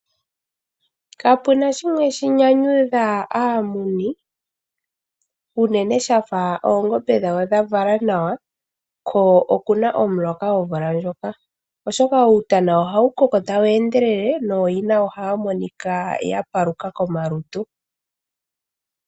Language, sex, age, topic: Oshiwambo, female, 25-35, agriculture